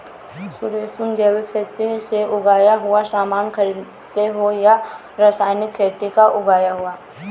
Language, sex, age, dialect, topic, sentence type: Hindi, female, 18-24, Awadhi Bundeli, agriculture, statement